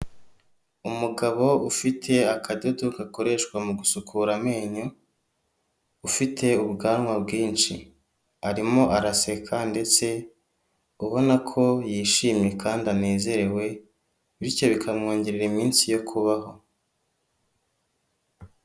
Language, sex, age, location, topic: Kinyarwanda, male, 25-35, Kigali, health